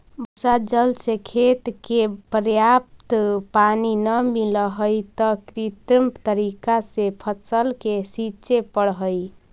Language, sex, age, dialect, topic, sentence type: Magahi, female, 56-60, Central/Standard, agriculture, statement